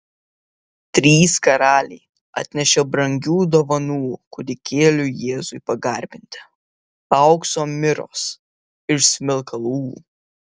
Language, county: Lithuanian, Vilnius